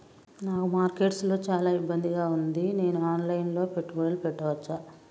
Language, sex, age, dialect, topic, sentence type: Telugu, male, 25-30, Telangana, banking, question